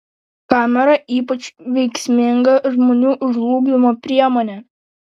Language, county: Lithuanian, Panevėžys